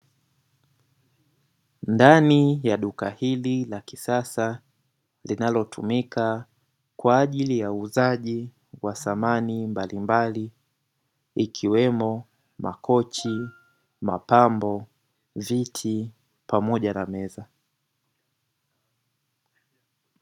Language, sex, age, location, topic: Swahili, male, 25-35, Dar es Salaam, finance